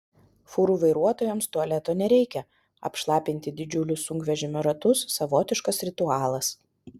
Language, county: Lithuanian, Vilnius